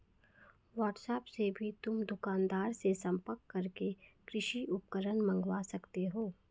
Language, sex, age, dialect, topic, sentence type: Hindi, female, 56-60, Marwari Dhudhari, agriculture, statement